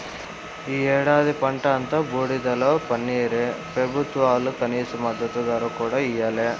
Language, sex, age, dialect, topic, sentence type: Telugu, male, 25-30, Southern, agriculture, statement